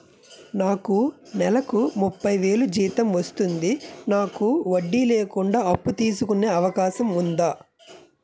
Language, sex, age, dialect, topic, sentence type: Telugu, male, 25-30, Utterandhra, banking, question